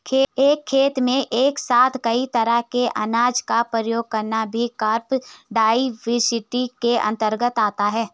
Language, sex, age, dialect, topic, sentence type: Hindi, female, 56-60, Garhwali, agriculture, statement